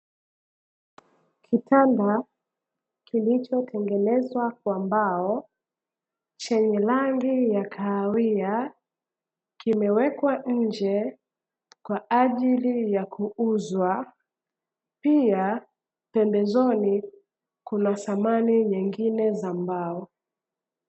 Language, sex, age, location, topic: Swahili, female, 18-24, Dar es Salaam, finance